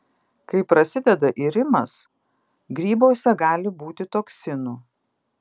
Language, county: Lithuanian, Vilnius